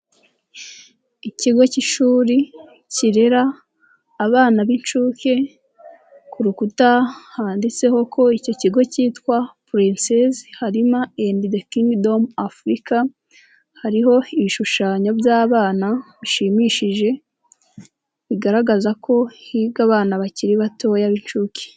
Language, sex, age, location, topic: Kinyarwanda, female, 18-24, Nyagatare, education